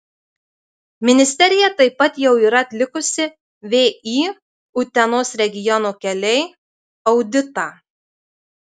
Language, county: Lithuanian, Marijampolė